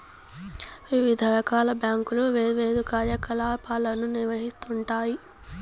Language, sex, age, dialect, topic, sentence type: Telugu, female, 18-24, Southern, banking, statement